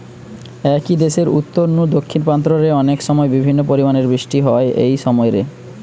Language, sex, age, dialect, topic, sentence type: Bengali, male, 31-35, Western, agriculture, statement